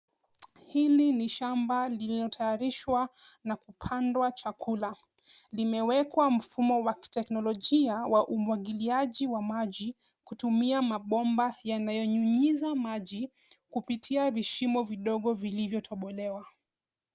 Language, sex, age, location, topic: Swahili, female, 25-35, Nairobi, agriculture